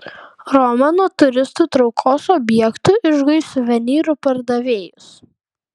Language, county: Lithuanian, Kaunas